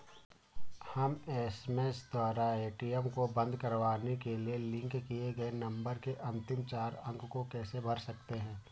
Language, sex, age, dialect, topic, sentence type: Hindi, male, 18-24, Awadhi Bundeli, banking, question